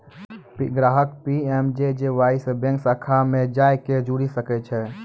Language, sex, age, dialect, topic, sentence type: Maithili, male, 18-24, Angika, banking, statement